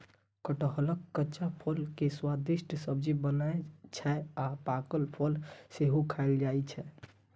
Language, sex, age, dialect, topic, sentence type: Maithili, male, 25-30, Eastern / Thethi, agriculture, statement